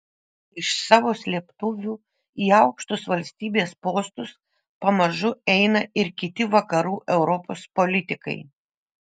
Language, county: Lithuanian, Vilnius